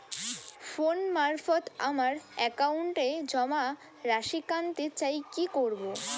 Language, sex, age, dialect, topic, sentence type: Bengali, female, 60-100, Rajbangshi, banking, question